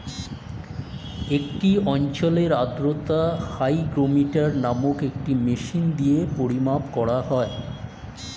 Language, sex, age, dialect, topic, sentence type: Bengali, male, 51-55, Standard Colloquial, agriculture, statement